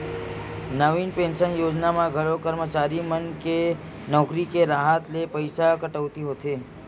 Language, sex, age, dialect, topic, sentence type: Chhattisgarhi, male, 60-100, Western/Budati/Khatahi, banking, statement